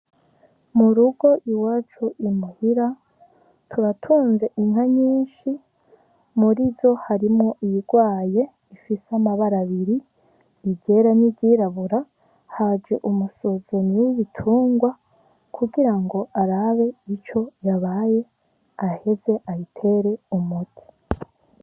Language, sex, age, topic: Rundi, female, 18-24, agriculture